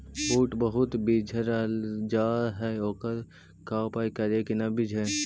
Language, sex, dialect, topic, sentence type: Magahi, male, Central/Standard, agriculture, question